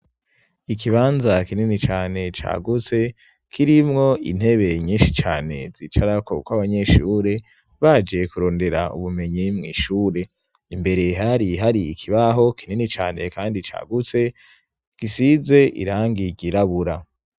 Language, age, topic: Rundi, 18-24, education